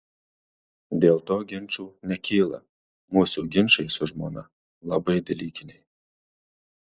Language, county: Lithuanian, Marijampolė